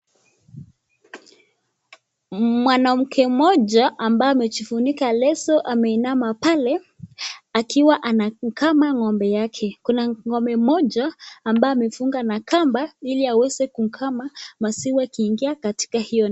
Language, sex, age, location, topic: Swahili, male, 25-35, Nakuru, agriculture